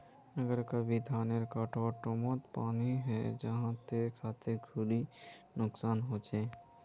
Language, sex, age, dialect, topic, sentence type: Magahi, male, 18-24, Northeastern/Surjapuri, agriculture, question